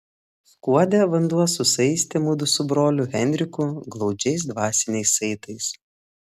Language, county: Lithuanian, Klaipėda